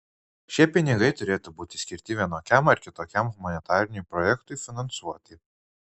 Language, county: Lithuanian, Marijampolė